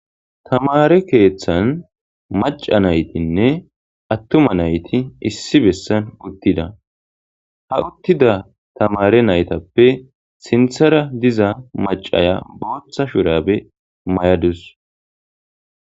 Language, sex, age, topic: Gamo, male, 18-24, government